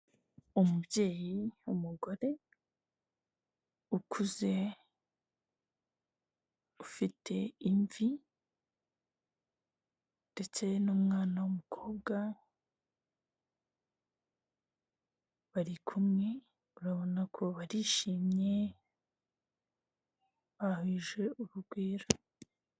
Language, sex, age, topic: Kinyarwanda, female, 18-24, health